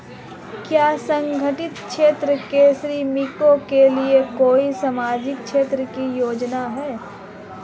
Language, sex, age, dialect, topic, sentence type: Hindi, female, 18-24, Marwari Dhudhari, banking, question